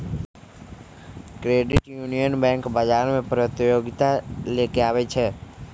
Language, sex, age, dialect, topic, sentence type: Magahi, female, 36-40, Western, banking, statement